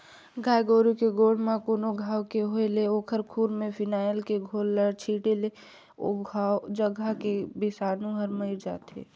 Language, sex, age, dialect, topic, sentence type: Chhattisgarhi, female, 18-24, Northern/Bhandar, agriculture, statement